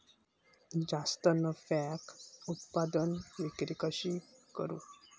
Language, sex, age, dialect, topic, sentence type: Marathi, male, 18-24, Southern Konkan, agriculture, question